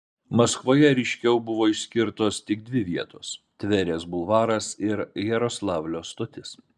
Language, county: Lithuanian, Vilnius